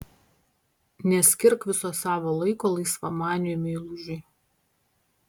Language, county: Lithuanian, Panevėžys